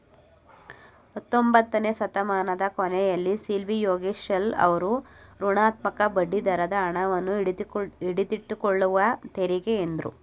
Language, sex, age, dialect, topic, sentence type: Kannada, male, 18-24, Mysore Kannada, banking, statement